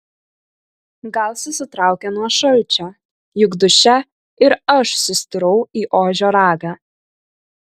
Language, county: Lithuanian, Kaunas